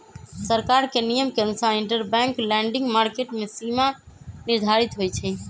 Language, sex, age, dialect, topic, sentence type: Magahi, male, 25-30, Western, banking, statement